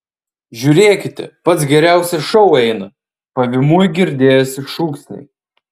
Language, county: Lithuanian, Vilnius